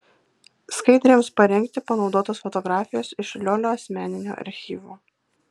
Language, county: Lithuanian, Kaunas